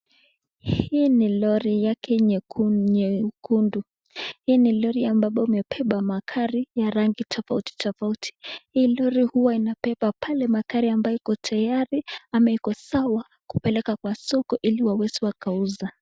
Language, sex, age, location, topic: Swahili, female, 25-35, Nakuru, finance